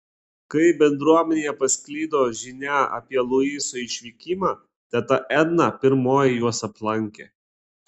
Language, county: Lithuanian, Klaipėda